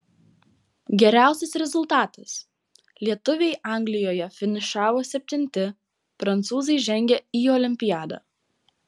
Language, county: Lithuanian, Vilnius